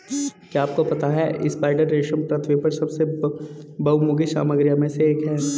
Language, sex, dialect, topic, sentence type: Hindi, male, Hindustani Malvi Khadi Boli, agriculture, statement